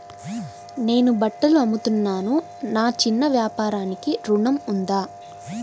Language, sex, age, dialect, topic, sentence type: Telugu, female, 18-24, Central/Coastal, banking, question